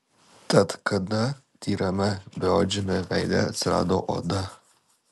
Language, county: Lithuanian, Alytus